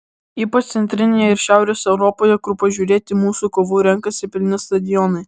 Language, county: Lithuanian, Alytus